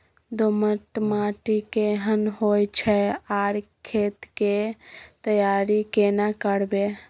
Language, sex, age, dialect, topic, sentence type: Maithili, female, 18-24, Bajjika, agriculture, question